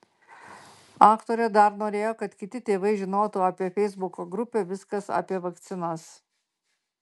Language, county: Lithuanian, Marijampolė